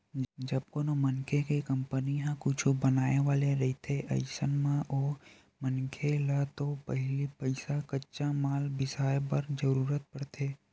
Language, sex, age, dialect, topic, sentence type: Chhattisgarhi, male, 18-24, Western/Budati/Khatahi, banking, statement